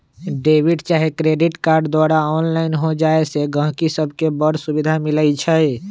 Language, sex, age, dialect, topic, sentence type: Magahi, male, 25-30, Western, banking, statement